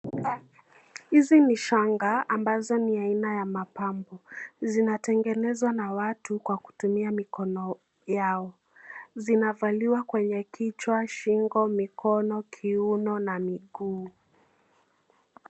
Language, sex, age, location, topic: Swahili, female, 25-35, Nairobi, finance